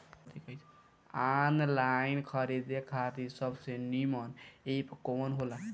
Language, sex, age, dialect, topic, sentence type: Bhojpuri, male, <18, Northern, agriculture, question